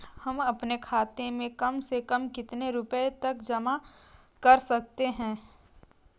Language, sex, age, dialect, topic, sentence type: Hindi, female, 36-40, Kanauji Braj Bhasha, banking, question